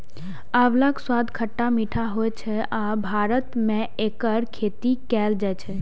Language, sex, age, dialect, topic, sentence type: Maithili, female, 18-24, Eastern / Thethi, agriculture, statement